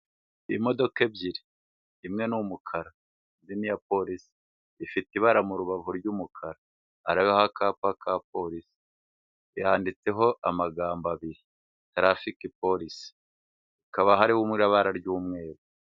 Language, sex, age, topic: Kinyarwanda, male, 36-49, government